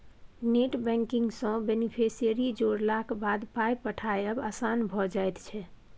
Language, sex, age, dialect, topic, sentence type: Maithili, female, 18-24, Bajjika, banking, statement